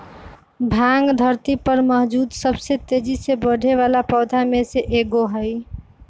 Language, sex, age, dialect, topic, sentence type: Magahi, female, 25-30, Western, agriculture, statement